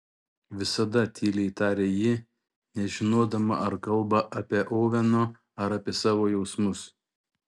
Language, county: Lithuanian, Šiauliai